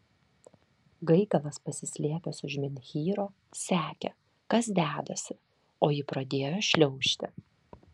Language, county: Lithuanian, Vilnius